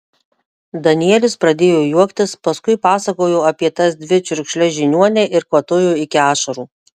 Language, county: Lithuanian, Marijampolė